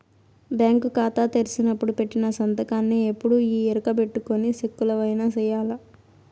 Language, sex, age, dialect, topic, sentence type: Telugu, female, 18-24, Southern, banking, statement